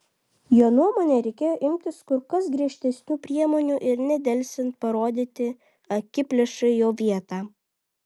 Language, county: Lithuanian, Vilnius